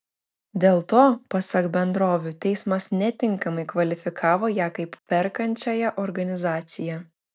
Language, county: Lithuanian, Vilnius